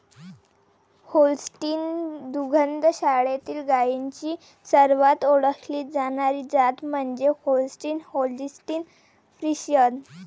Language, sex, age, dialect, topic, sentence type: Marathi, female, 18-24, Varhadi, agriculture, statement